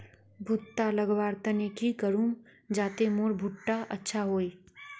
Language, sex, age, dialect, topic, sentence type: Magahi, female, 41-45, Northeastern/Surjapuri, agriculture, question